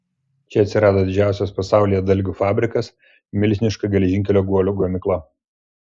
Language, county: Lithuanian, Klaipėda